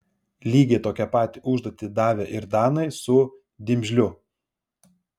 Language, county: Lithuanian, Vilnius